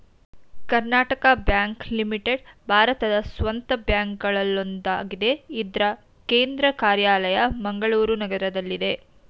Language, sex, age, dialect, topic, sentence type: Kannada, female, 18-24, Mysore Kannada, banking, statement